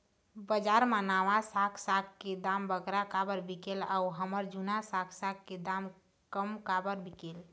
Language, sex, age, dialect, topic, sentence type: Chhattisgarhi, female, 46-50, Eastern, agriculture, question